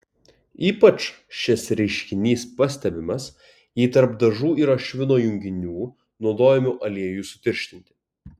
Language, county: Lithuanian, Kaunas